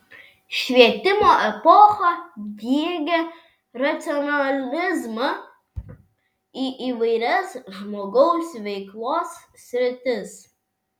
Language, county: Lithuanian, Vilnius